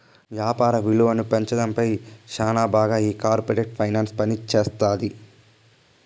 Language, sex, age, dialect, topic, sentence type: Telugu, male, 25-30, Southern, banking, statement